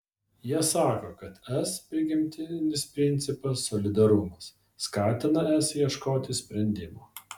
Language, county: Lithuanian, Vilnius